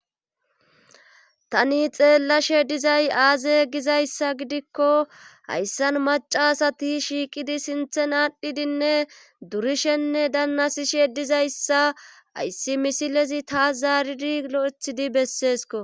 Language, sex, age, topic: Gamo, female, 36-49, government